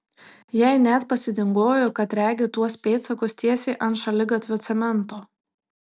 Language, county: Lithuanian, Tauragė